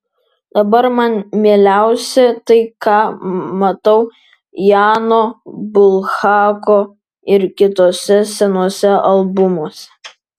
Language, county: Lithuanian, Vilnius